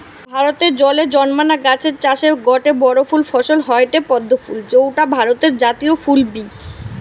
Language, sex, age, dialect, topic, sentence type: Bengali, female, 25-30, Western, agriculture, statement